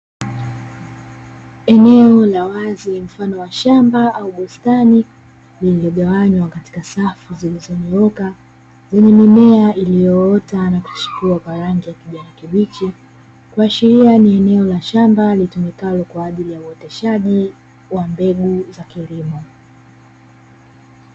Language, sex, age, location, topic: Swahili, female, 25-35, Dar es Salaam, agriculture